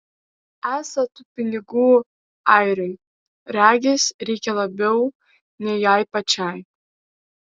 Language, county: Lithuanian, Vilnius